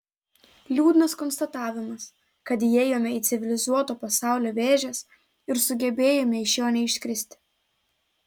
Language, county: Lithuanian, Telšiai